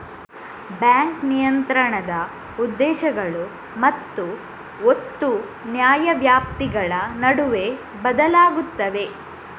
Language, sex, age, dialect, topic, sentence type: Kannada, female, 31-35, Coastal/Dakshin, banking, statement